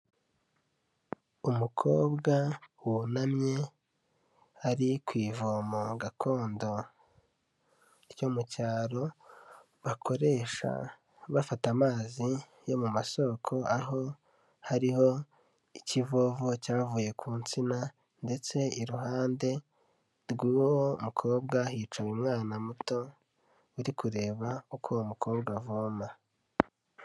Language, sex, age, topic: Kinyarwanda, male, 18-24, health